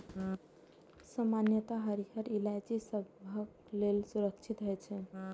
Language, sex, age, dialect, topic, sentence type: Maithili, female, 18-24, Eastern / Thethi, agriculture, statement